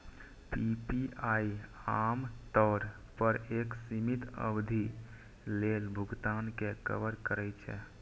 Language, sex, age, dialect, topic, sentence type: Maithili, male, 18-24, Eastern / Thethi, banking, statement